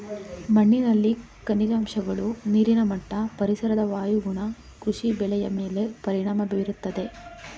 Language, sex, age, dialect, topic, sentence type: Kannada, female, 25-30, Mysore Kannada, agriculture, statement